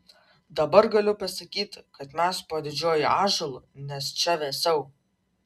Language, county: Lithuanian, Vilnius